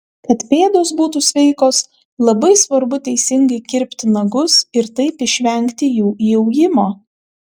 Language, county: Lithuanian, Kaunas